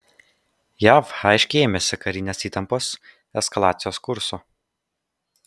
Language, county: Lithuanian, Kaunas